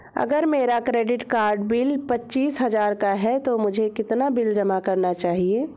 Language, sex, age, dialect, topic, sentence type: Hindi, female, 25-30, Awadhi Bundeli, banking, question